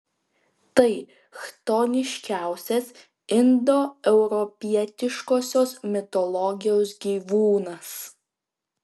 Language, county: Lithuanian, Klaipėda